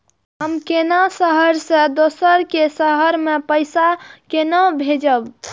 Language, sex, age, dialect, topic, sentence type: Maithili, female, 18-24, Eastern / Thethi, banking, question